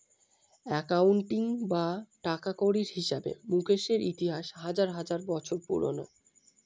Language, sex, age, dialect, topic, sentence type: Bengali, male, 18-24, Northern/Varendri, banking, statement